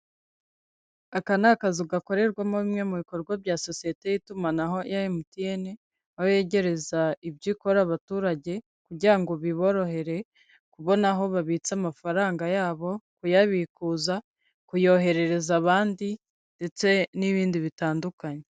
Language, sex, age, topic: Kinyarwanda, female, 25-35, finance